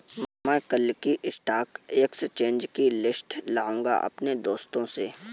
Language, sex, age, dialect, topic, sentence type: Hindi, male, 18-24, Marwari Dhudhari, banking, statement